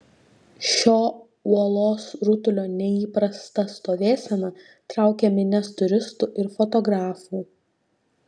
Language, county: Lithuanian, Šiauliai